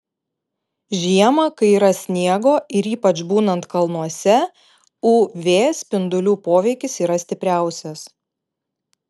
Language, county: Lithuanian, Panevėžys